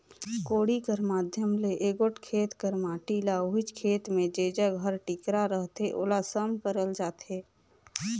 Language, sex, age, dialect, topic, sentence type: Chhattisgarhi, female, 18-24, Northern/Bhandar, agriculture, statement